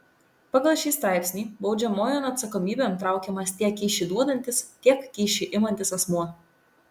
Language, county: Lithuanian, Tauragė